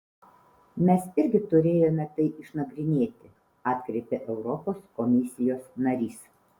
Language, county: Lithuanian, Vilnius